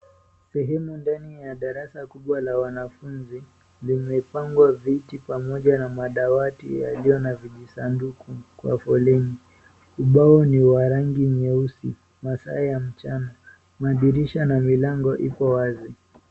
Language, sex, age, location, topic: Swahili, male, 18-24, Nairobi, education